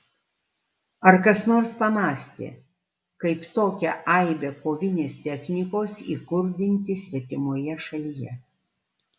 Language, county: Lithuanian, Alytus